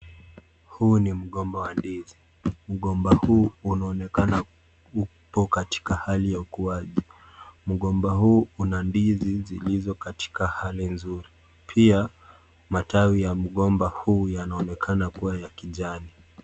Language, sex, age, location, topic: Swahili, male, 18-24, Kisii, agriculture